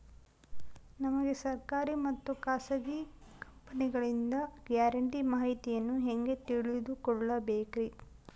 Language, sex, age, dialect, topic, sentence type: Kannada, female, 18-24, Central, banking, question